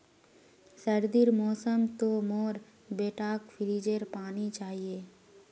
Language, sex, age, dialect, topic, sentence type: Magahi, female, 18-24, Northeastern/Surjapuri, agriculture, statement